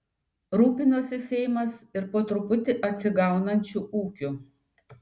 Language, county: Lithuanian, Šiauliai